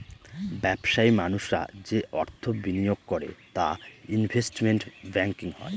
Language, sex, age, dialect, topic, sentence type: Bengali, male, 18-24, Northern/Varendri, banking, statement